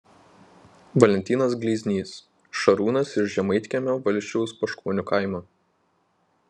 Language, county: Lithuanian, Panevėžys